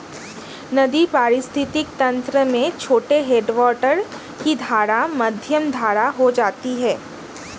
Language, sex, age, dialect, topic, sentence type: Hindi, female, 31-35, Hindustani Malvi Khadi Boli, agriculture, statement